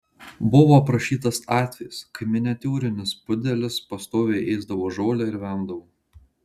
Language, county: Lithuanian, Marijampolė